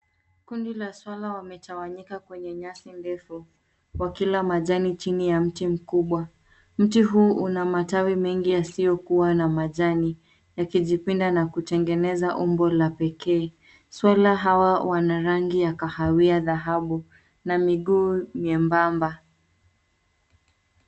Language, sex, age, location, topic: Swahili, female, 18-24, Nairobi, government